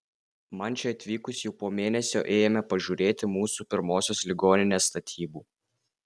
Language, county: Lithuanian, Vilnius